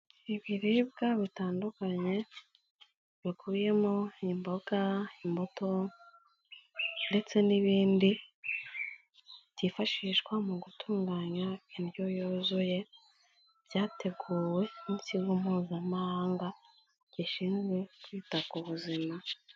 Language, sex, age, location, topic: Kinyarwanda, female, 18-24, Kigali, health